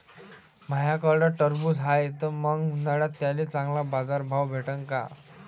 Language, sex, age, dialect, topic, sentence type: Marathi, male, 18-24, Varhadi, agriculture, question